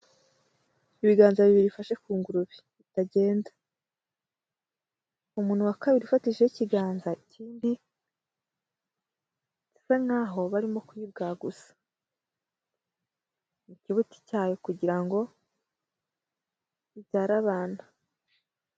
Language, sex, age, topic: Kinyarwanda, male, 18-24, agriculture